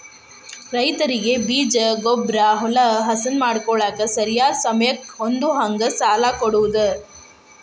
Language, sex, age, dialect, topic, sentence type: Kannada, female, 25-30, Dharwad Kannada, agriculture, statement